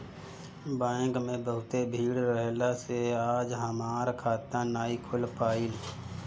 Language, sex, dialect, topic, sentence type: Bhojpuri, male, Northern, banking, statement